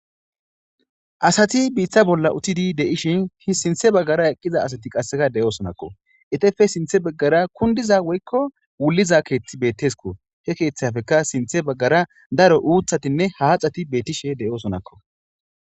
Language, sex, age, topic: Gamo, male, 18-24, government